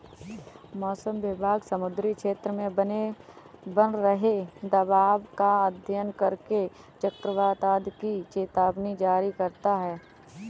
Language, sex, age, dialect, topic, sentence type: Hindi, female, 18-24, Kanauji Braj Bhasha, agriculture, statement